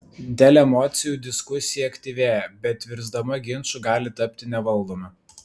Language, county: Lithuanian, Vilnius